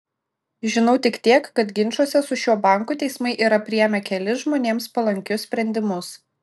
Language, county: Lithuanian, Klaipėda